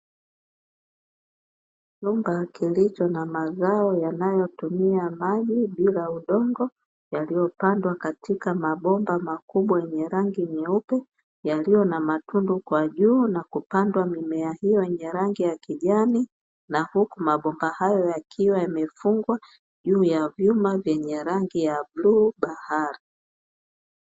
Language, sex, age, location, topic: Swahili, female, 50+, Dar es Salaam, agriculture